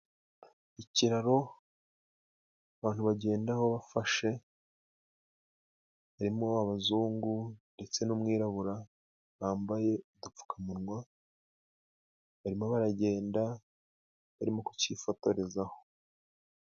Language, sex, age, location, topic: Kinyarwanda, male, 25-35, Musanze, government